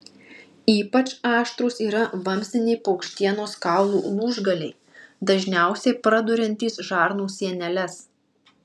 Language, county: Lithuanian, Marijampolė